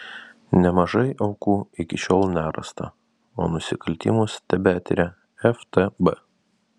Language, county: Lithuanian, Vilnius